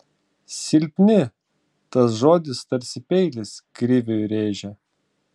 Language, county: Lithuanian, Klaipėda